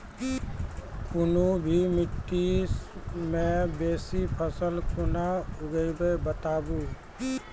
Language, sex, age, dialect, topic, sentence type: Maithili, male, 36-40, Angika, agriculture, question